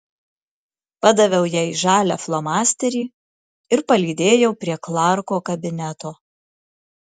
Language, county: Lithuanian, Marijampolė